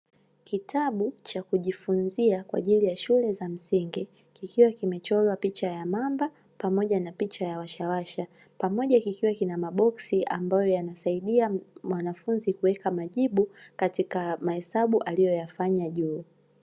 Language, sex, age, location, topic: Swahili, female, 18-24, Dar es Salaam, education